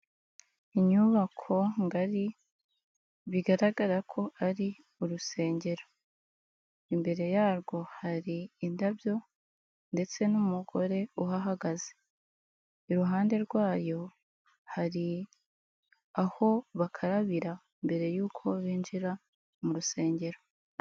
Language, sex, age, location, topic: Kinyarwanda, female, 18-24, Nyagatare, finance